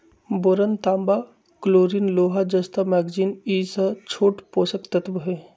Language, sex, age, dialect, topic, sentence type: Magahi, male, 25-30, Western, agriculture, statement